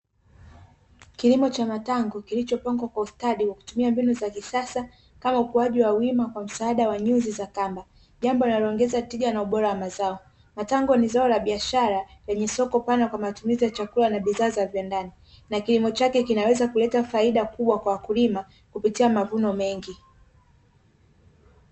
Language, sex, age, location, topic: Swahili, female, 18-24, Dar es Salaam, agriculture